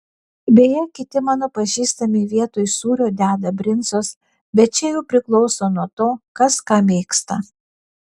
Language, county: Lithuanian, Vilnius